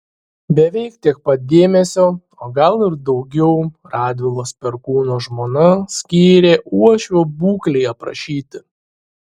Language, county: Lithuanian, Šiauliai